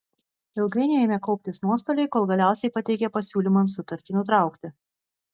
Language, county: Lithuanian, Vilnius